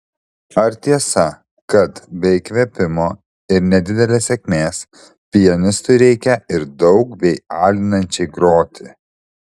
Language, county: Lithuanian, Šiauliai